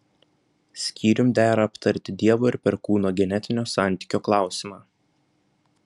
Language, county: Lithuanian, Vilnius